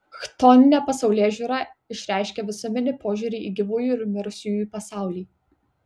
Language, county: Lithuanian, Kaunas